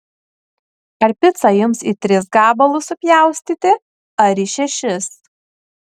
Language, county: Lithuanian, Kaunas